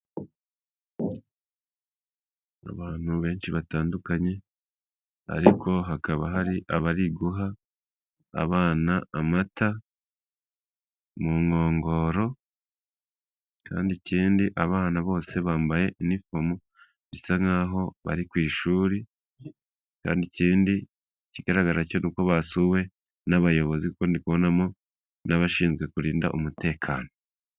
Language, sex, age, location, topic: Kinyarwanda, male, 25-35, Kigali, health